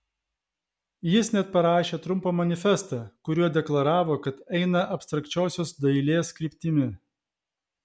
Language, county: Lithuanian, Vilnius